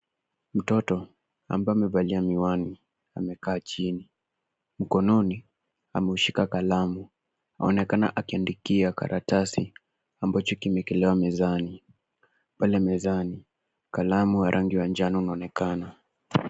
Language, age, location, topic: Swahili, 18-24, Nairobi, education